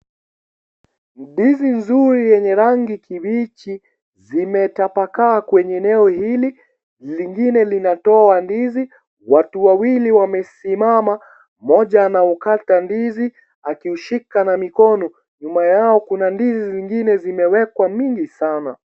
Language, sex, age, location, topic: Swahili, male, 18-24, Kisii, agriculture